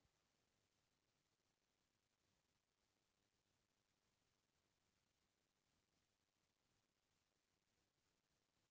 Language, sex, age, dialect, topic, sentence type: Chhattisgarhi, female, 36-40, Central, agriculture, statement